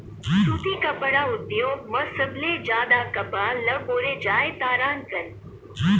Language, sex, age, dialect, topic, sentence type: Chhattisgarhi, male, 18-24, Western/Budati/Khatahi, agriculture, statement